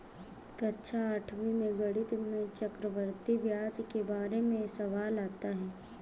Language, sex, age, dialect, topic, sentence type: Hindi, female, 25-30, Awadhi Bundeli, banking, statement